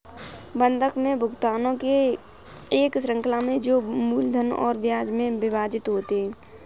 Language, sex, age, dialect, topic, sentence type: Hindi, female, 18-24, Kanauji Braj Bhasha, banking, statement